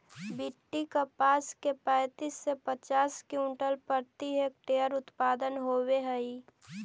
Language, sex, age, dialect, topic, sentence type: Magahi, female, 18-24, Central/Standard, agriculture, statement